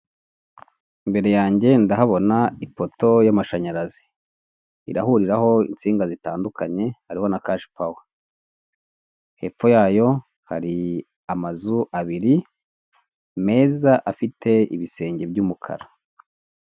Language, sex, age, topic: Kinyarwanda, male, 25-35, government